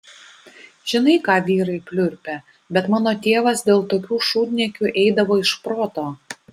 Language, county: Lithuanian, Vilnius